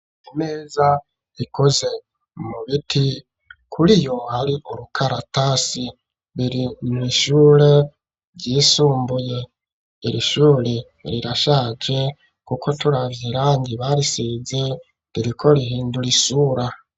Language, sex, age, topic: Rundi, male, 25-35, education